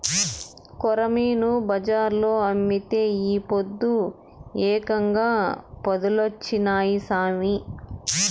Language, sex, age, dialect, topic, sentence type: Telugu, male, 46-50, Southern, agriculture, statement